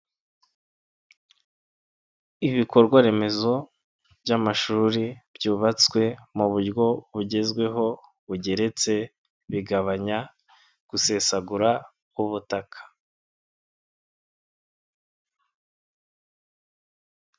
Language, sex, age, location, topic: Kinyarwanda, male, 25-35, Nyagatare, education